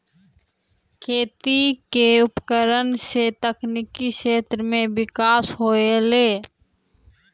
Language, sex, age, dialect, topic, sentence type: Maithili, female, 18-24, Angika, agriculture, statement